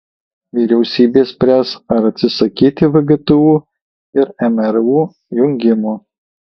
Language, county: Lithuanian, Kaunas